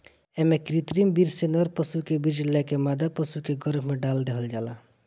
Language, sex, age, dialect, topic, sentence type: Bhojpuri, male, 25-30, Northern, agriculture, statement